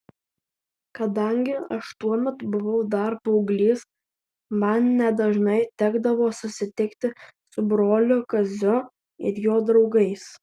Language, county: Lithuanian, Vilnius